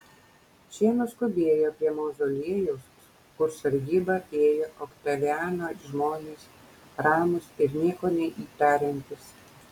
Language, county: Lithuanian, Kaunas